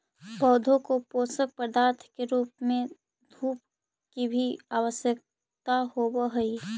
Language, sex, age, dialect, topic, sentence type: Magahi, female, 18-24, Central/Standard, agriculture, statement